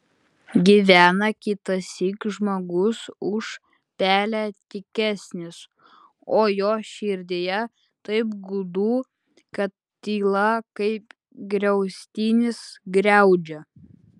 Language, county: Lithuanian, Utena